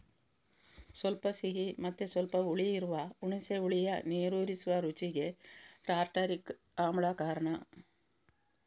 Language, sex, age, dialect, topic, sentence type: Kannada, female, 25-30, Coastal/Dakshin, agriculture, statement